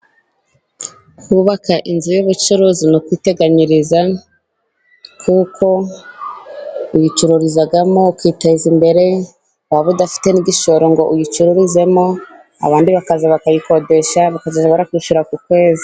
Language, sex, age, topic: Kinyarwanda, female, 18-24, finance